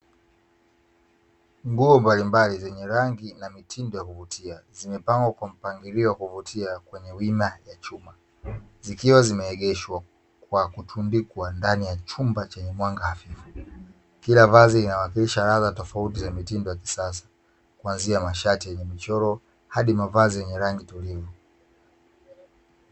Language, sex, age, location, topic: Swahili, male, 18-24, Dar es Salaam, finance